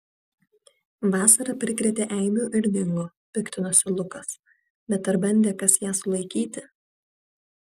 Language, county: Lithuanian, Vilnius